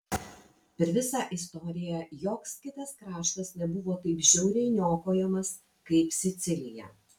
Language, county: Lithuanian, Vilnius